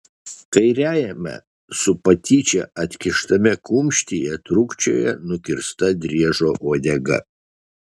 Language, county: Lithuanian, Šiauliai